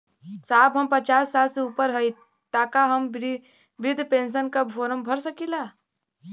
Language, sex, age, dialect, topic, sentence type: Bhojpuri, female, 18-24, Western, banking, question